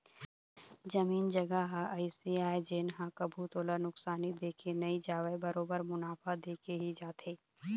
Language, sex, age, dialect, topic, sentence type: Chhattisgarhi, female, 31-35, Eastern, banking, statement